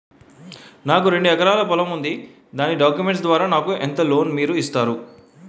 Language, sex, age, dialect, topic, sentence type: Telugu, male, 31-35, Utterandhra, banking, question